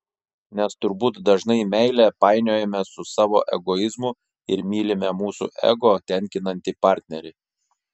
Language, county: Lithuanian, Šiauliai